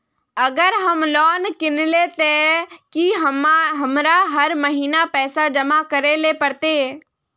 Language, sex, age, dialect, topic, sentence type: Magahi, female, 25-30, Northeastern/Surjapuri, banking, question